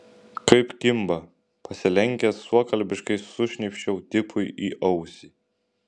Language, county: Lithuanian, Šiauliai